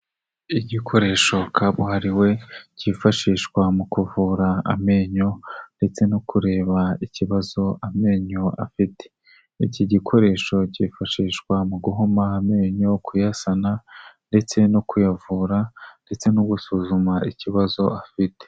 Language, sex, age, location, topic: Kinyarwanda, male, 18-24, Kigali, health